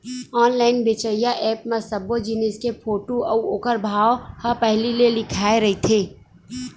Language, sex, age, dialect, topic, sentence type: Chhattisgarhi, female, 18-24, Western/Budati/Khatahi, banking, statement